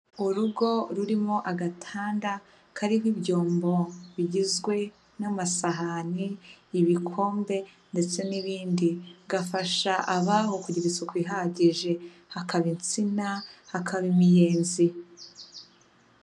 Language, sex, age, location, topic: Kinyarwanda, female, 25-35, Kigali, health